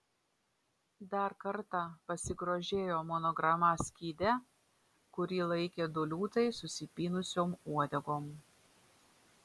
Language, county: Lithuanian, Vilnius